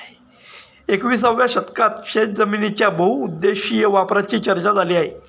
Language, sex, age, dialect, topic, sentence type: Marathi, male, 36-40, Standard Marathi, agriculture, statement